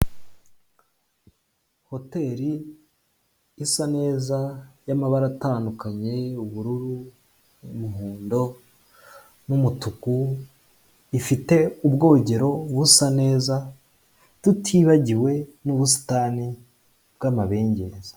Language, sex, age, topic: Kinyarwanda, male, 18-24, finance